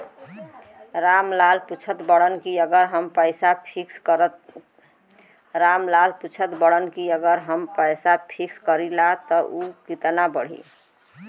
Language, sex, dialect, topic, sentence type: Bhojpuri, female, Western, banking, question